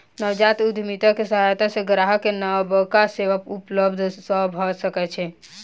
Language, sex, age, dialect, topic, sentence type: Maithili, female, 18-24, Southern/Standard, banking, statement